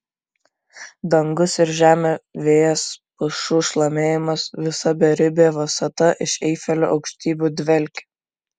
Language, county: Lithuanian, Kaunas